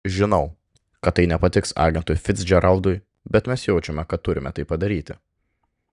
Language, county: Lithuanian, Klaipėda